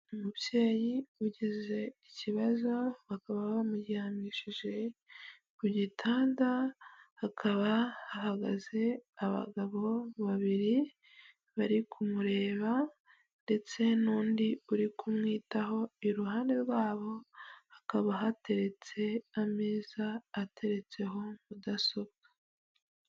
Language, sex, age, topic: Kinyarwanda, female, 25-35, health